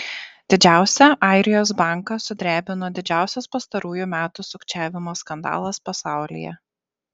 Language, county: Lithuanian, Šiauliai